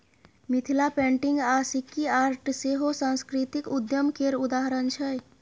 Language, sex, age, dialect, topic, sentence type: Maithili, female, 25-30, Bajjika, banking, statement